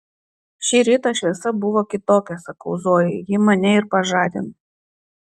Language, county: Lithuanian, Klaipėda